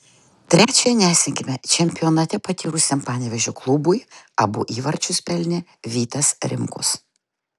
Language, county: Lithuanian, Utena